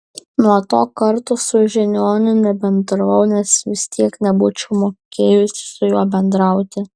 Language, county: Lithuanian, Kaunas